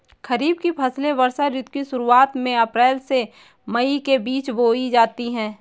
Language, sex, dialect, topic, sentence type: Hindi, female, Kanauji Braj Bhasha, agriculture, statement